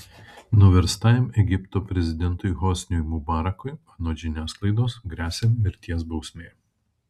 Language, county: Lithuanian, Kaunas